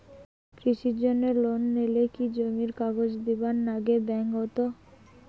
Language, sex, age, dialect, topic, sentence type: Bengali, female, 18-24, Rajbangshi, banking, question